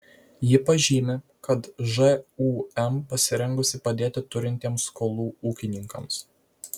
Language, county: Lithuanian, Vilnius